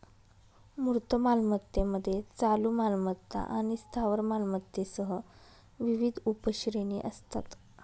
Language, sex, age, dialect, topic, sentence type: Marathi, female, 31-35, Northern Konkan, banking, statement